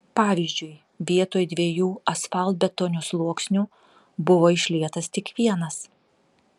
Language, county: Lithuanian, Telšiai